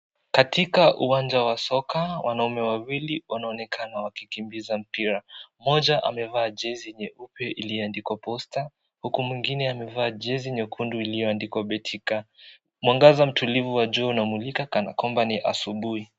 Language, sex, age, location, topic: Swahili, male, 18-24, Kisii, government